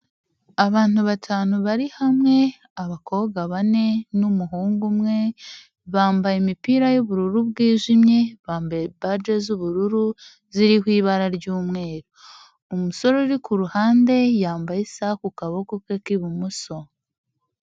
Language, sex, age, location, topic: Kinyarwanda, female, 25-35, Huye, health